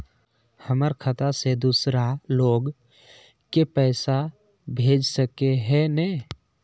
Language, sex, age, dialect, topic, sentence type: Magahi, male, 31-35, Northeastern/Surjapuri, banking, question